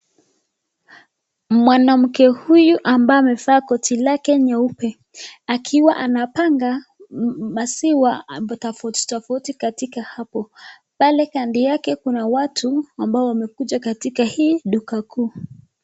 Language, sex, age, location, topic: Swahili, female, 25-35, Nakuru, finance